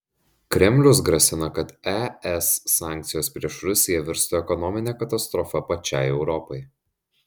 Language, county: Lithuanian, Šiauliai